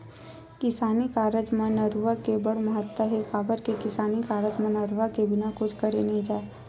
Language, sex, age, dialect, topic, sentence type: Chhattisgarhi, female, 18-24, Western/Budati/Khatahi, agriculture, statement